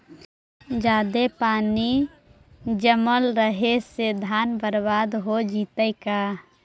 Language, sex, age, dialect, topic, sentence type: Magahi, female, 18-24, Central/Standard, agriculture, question